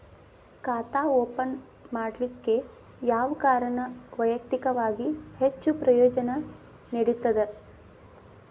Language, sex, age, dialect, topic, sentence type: Kannada, female, 18-24, Dharwad Kannada, banking, statement